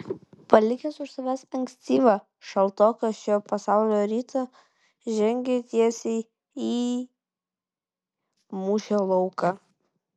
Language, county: Lithuanian, Vilnius